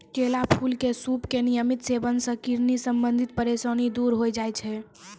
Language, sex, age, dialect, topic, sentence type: Maithili, female, 18-24, Angika, agriculture, statement